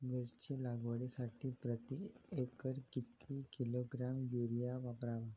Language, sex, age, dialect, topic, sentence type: Marathi, male, 18-24, Standard Marathi, agriculture, question